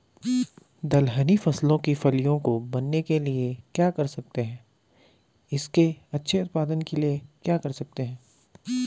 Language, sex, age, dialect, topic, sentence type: Hindi, male, 25-30, Garhwali, agriculture, question